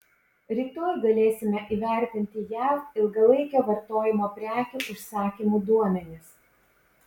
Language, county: Lithuanian, Panevėžys